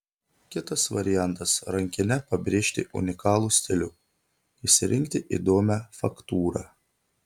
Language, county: Lithuanian, Telšiai